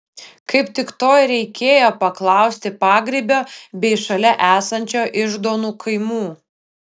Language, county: Lithuanian, Vilnius